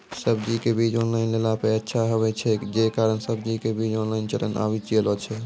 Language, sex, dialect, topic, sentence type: Maithili, male, Angika, agriculture, question